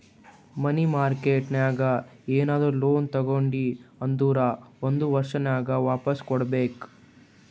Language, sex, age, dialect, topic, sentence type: Kannada, male, 18-24, Northeastern, banking, statement